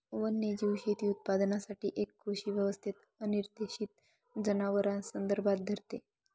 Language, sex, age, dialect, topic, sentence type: Marathi, female, 41-45, Northern Konkan, agriculture, statement